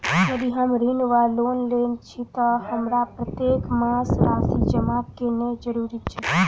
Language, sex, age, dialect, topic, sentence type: Maithili, female, 18-24, Southern/Standard, banking, question